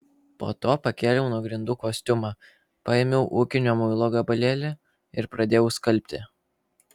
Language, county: Lithuanian, Vilnius